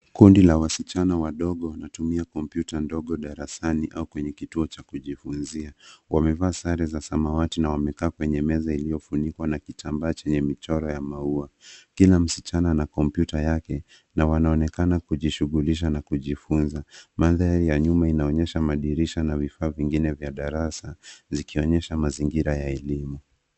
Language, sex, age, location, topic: Swahili, male, 25-35, Nairobi, education